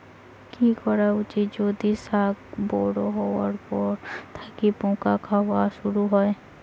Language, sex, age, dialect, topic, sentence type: Bengali, female, 18-24, Rajbangshi, agriculture, question